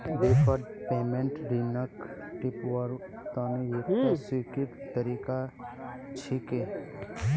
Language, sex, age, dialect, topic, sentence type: Magahi, male, 18-24, Northeastern/Surjapuri, banking, statement